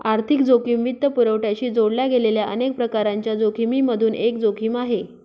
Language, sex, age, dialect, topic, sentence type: Marathi, female, 25-30, Northern Konkan, banking, statement